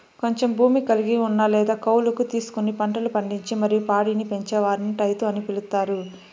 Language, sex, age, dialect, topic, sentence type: Telugu, male, 18-24, Southern, agriculture, statement